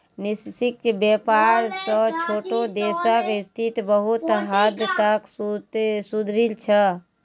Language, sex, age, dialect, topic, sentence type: Magahi, female, 18-24, Northeastern/Surjapuri, banking, statement